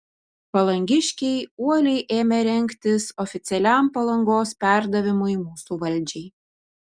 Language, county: Lithuanian, Utena